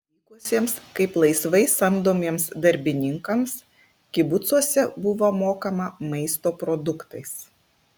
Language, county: Lithuanian, Klaipėda